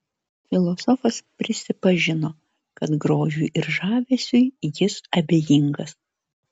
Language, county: Lithuanian, Vilnius